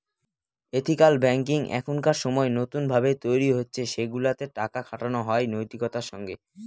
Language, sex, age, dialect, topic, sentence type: Bengali, male, <18, Northern/Varendri, banking, statement